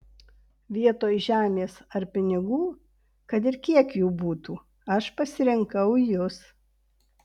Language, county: Lithuanian, Vilnius